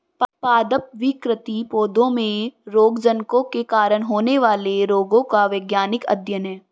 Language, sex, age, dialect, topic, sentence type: Hindi, female, 18-24, Marwari Dhudhari, agriculture, statement